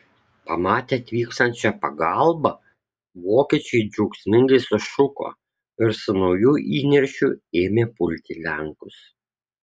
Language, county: Lithuanian, Kaunas